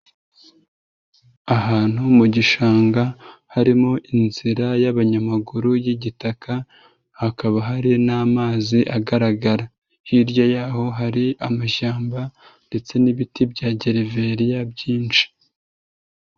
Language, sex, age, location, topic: Kinyarwanda, female, 25-35, Nyagatare, agriculture